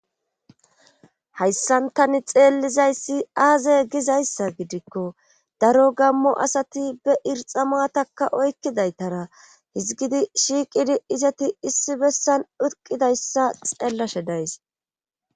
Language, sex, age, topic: Gamo, female, 18-24, government